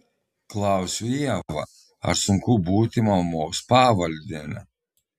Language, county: Lithuanian, Telšiai